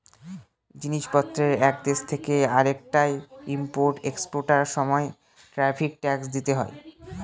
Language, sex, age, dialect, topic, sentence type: Bengali, male, <18, Northern/Varendri, banking, statement